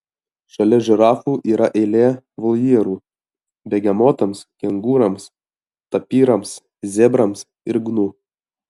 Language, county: Lithuanian, Alytus